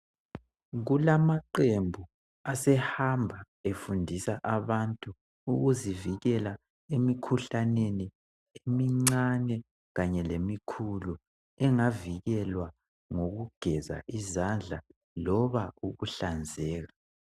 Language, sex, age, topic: North Ndebele, male, 18-24, health